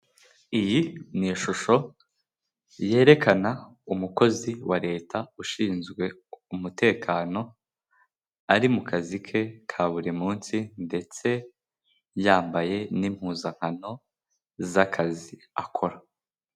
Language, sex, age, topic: Kinyarwanda, male, 18-24, government